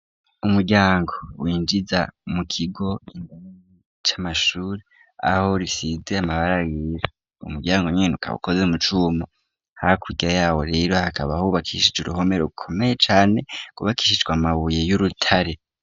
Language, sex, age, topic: Rundi, male, 25-35, education